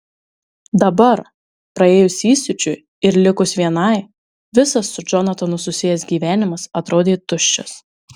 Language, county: Lithuanian, Marijampolė